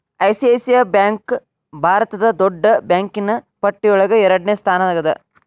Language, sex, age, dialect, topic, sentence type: Kannada, male, 46-50, Dharwad Kannada, banking, statement